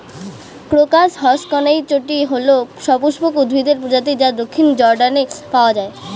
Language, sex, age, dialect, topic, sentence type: Bengali, female, 18-24, Rajbangshi, agriculture, question